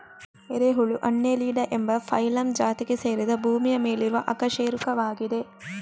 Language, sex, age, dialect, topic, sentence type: Kannada, female, 18-24, Coastal/Dakshin, agriculture, statement